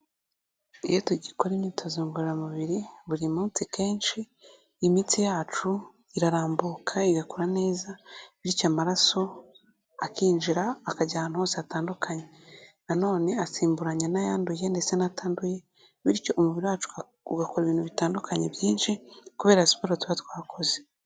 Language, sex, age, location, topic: Kinyarwanda, female, 18-24, Kigali, health